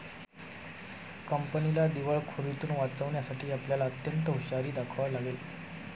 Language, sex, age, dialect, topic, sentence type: Marathi, male, 25-30, Standard Marathi, banking, statement